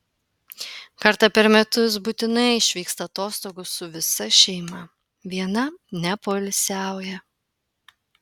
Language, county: Lithuanian, Panevėžys